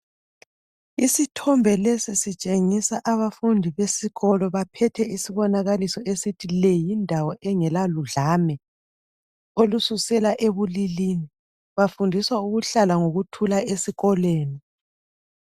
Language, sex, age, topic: North Ndebele, female, 36-49, health